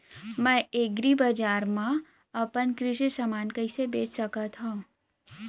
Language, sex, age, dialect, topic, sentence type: Chhattisgarhi, female, 25-30, Central, agriculture, question